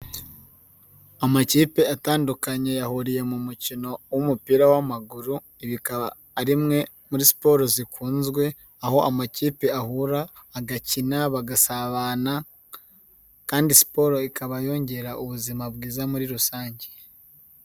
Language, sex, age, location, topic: Kinyarwanda, male, 18-24, Nyagatare, government